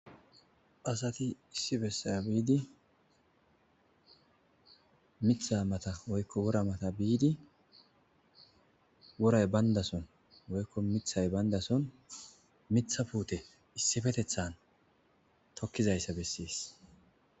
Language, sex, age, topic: Gamo, male, 25-35, agriculture